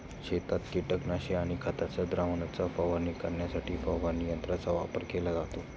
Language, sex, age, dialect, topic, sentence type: Marathi, male, 25-30, Standard Marathi, agriculture, statement